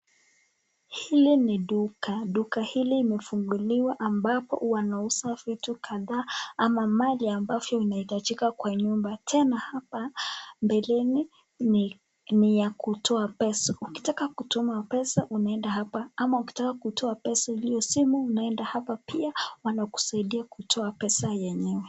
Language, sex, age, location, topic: Swahili, female, 25-35, Nakuru, finance